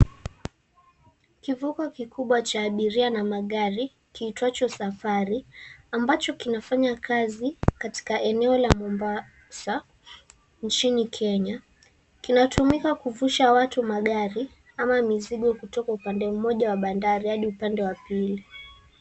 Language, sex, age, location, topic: Swahili, male, 18-24, Mombasa, government